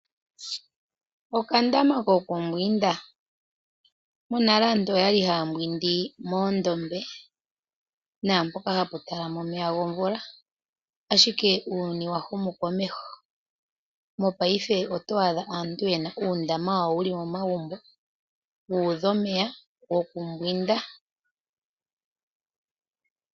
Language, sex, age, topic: Oshiwambo, female, 25-35, agriculture